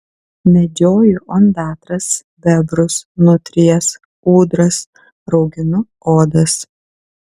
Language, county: Lithuanian, Kaunas